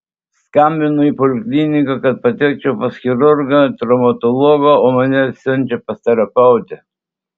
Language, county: Lithuanian, Tauragė